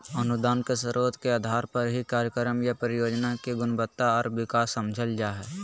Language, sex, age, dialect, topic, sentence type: Magahi, male, 25-30, Southern, banking, statement